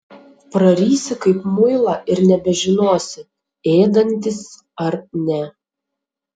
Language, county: Lithuanian, Utena